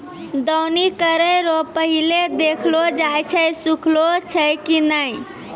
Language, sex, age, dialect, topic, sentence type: Maithili, female, 18-24, Angika, agriculture, statement